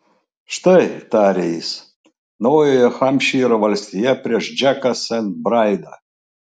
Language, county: Lithuanian, Klaipėda